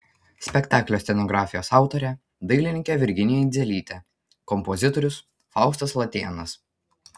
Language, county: Lithuanian, Panevėžys